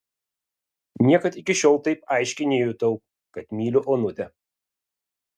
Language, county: Lithuanian, Vilnius